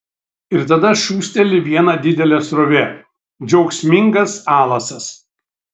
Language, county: Lithuanian, Šiauliai